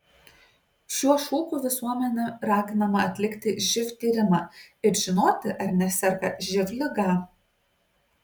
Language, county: Lithuanian, Kaunas